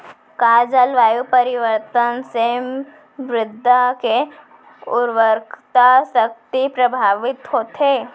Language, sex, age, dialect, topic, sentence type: Chhattisgarhi, female, 18-24, Central, agriculture, question